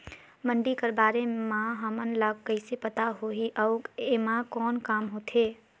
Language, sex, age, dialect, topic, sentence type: Chhattisgarhi, female, 18-24, Northern/Bhandar, agriculture, question